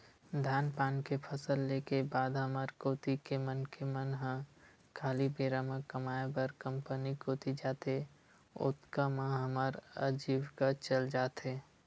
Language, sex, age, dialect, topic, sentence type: Chhattisgarhi, male, 18-24, Western/Budati/Khatahi, agriculture, statement